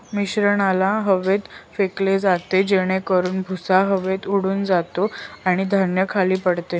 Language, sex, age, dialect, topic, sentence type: Marathi, female, 25-30, Northern Konkan, agriculture, statement